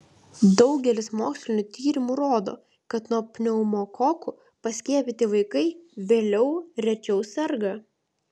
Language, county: Lithuanian, Vilnius